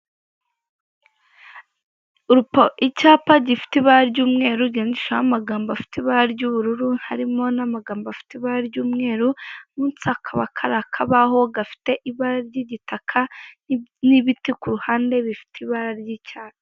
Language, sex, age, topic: Kinyarwanda, female, 18-24, finance